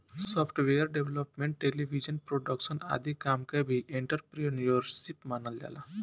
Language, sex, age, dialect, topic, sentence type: Bhojpuri, male, 18-24, Southern / Standard, banking, statement